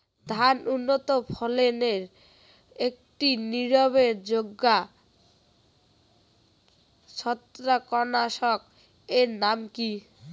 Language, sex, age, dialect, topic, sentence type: Bengali, female, 18-24, Rajbangshi, agriculture, question